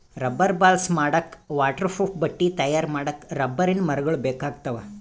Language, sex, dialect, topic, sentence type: Kannada, male, Northeastern, agriculture, statement